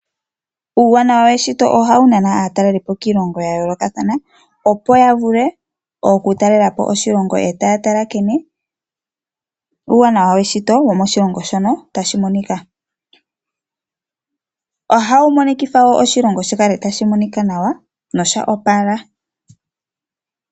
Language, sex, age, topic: Oshiwambo, female, 25-35, agriculture